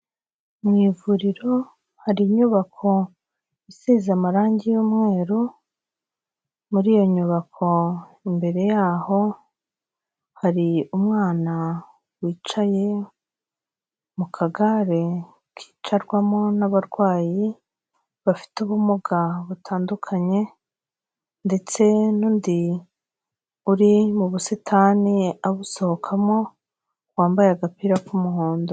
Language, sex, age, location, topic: Kinyarwanda, female, 36-49, Kigali, health